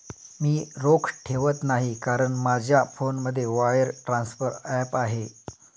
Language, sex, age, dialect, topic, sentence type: Marathi, male, 31-35, Standard Marathi, banking, statement